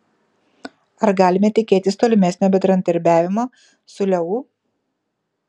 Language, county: Lithuanian, Kaunas